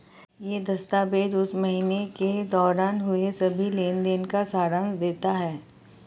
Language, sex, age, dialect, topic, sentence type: Hindi, female, 31-35, Marwari Dhudhari, banking, statement